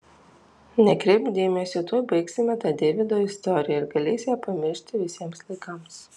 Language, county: Lithuanian, Alytus